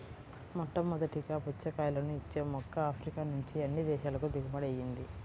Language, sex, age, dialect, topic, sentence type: Telugu, female, 18-24, Central/Coastal, agriculture, statement